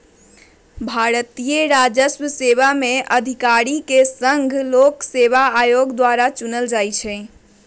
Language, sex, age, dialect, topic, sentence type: Magahi, female, 41-45, Western, banking, statement